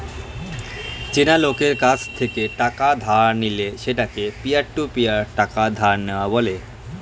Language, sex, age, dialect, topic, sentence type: Bengali, male, <18, Standard Colloquial, banking, statement